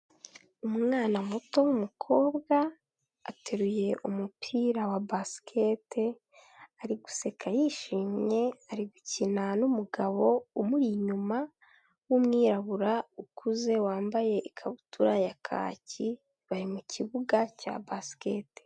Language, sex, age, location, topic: Kinyarwanda, female, 18-24, Kigali, health